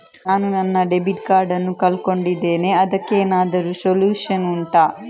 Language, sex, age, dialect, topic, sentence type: Kannada, female, 60-100, Coastal/Dakshin, banking, question